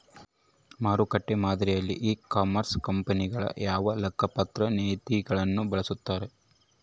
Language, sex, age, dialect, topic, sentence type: Kannada, male, 25-30, Central, agriculture, question